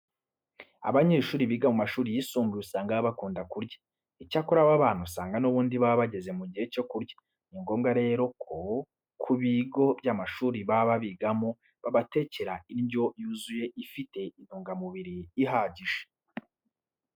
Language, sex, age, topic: Kinyarwanda, male, 25-35, education